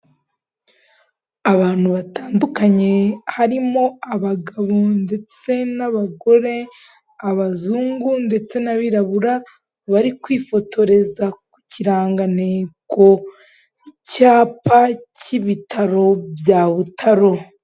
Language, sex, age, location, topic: Kinyarwanda, female, 25-35, Kigali, health